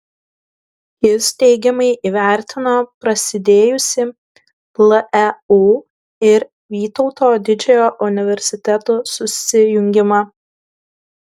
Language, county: Lithuanian, Klaipėda